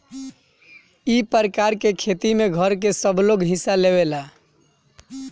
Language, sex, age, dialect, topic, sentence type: Bhojpuri, male, 25-30, Northern, agriculture, statement